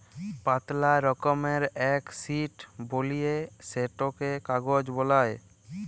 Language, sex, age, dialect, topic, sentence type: Bengali, male, 18-24, Jharkhandi, agriculture, statement